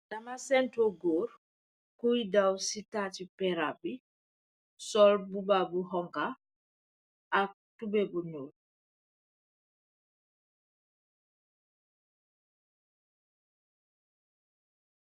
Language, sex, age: Wolof, female, 36-49